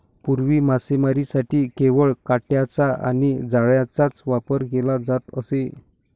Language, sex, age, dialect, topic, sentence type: Marathi, male, 60-100, Standard Marathi, agriculture, statement